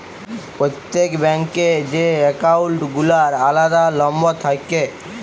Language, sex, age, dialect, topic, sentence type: Bengali, male, 18-24, Jharkhandi, banking, statement